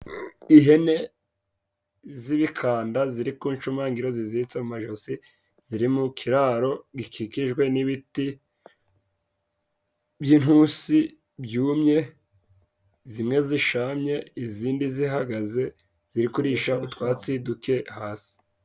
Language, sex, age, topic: Kinyarwanda, male, 18-24, agriculture